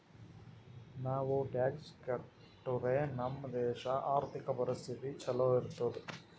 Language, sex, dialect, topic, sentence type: Kannada, male, Northeastern, banking, statement